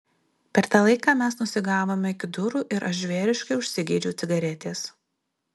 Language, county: Lithuanian, Alytus